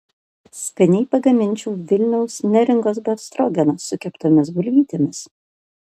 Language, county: Lithuanian, Panevėžys